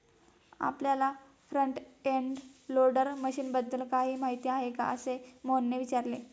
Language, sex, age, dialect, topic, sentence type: Marathi, female, 18-24, Standard Marathi, agriculture, statement